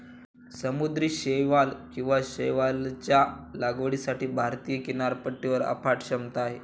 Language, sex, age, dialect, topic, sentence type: Marathi, male, 18-24, Standard Marathi, agriculture, statement